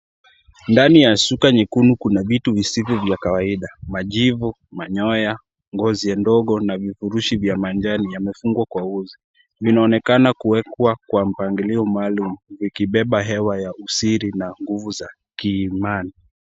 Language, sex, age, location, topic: Swahili, male, 18-24, Kisumu, health